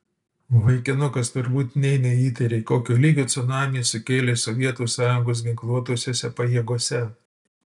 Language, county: Lithuanian, Utena